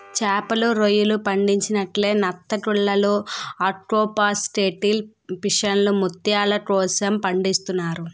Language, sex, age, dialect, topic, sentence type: Telugu, female, 18-24, Utterandhra, agriculture, statement